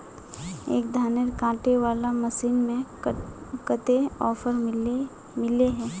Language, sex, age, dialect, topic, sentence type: Magahi, female, 25-30, Northeastern/Surjapuri, agriculture, question